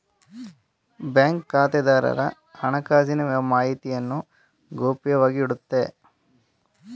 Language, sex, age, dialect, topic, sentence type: Kannada, male, 25-30, Mysore Kannada, banking, statement